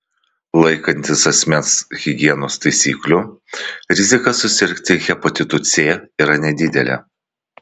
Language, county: Lithuanian, Vilnius